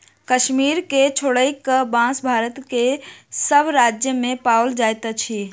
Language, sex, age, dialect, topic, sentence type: Maithili, female, 51-55, Southern/Standard, agriculture, statement